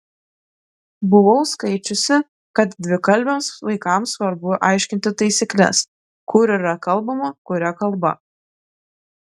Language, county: Lithuanian, Klaipėda